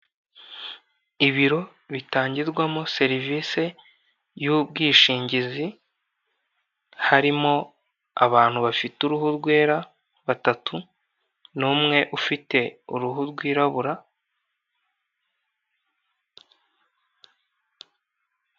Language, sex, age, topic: Kinyarwanda, male, 18-24, finance